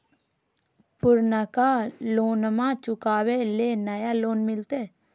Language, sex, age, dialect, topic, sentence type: Magahi, female, 25-30, Southern, banking, question